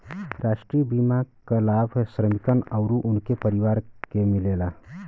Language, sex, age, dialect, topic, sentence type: Bhojpuri, male, 31-35, Western, banking, statement